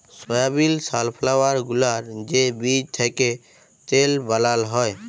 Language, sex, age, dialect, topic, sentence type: Bengali, male, 18-24, Jharkhandi, agriculture, statement